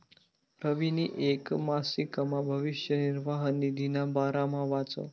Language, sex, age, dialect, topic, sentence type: Marathi, male, 18-24, Northern Konkan, banking, statement